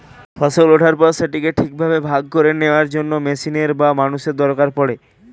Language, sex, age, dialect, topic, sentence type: Bengali, male, 18-24, Standard Colloquial, agriculture, statement